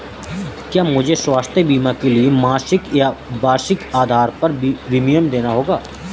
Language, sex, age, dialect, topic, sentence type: Hindi, male, 31-35, Marwari Dhudhari, banking, question